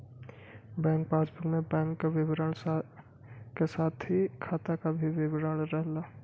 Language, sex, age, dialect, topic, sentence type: Bhojpuri, male, 18-24, Western, banking, statement